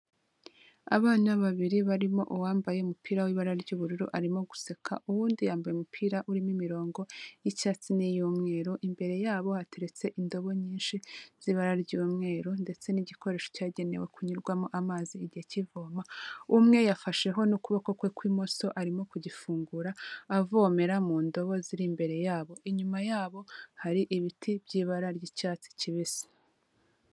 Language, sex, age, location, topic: Kinyarwanda, female, 25-35, Kigali, health